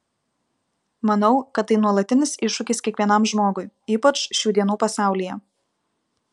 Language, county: Lithuanian, Vilnius